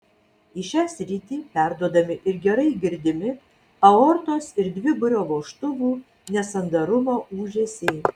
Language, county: Lithuanian, Vilnius